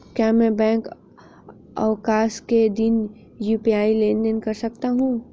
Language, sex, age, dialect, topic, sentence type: Hindi, female, 31-35, Hindustani Malvi Khadi Boli, banking, question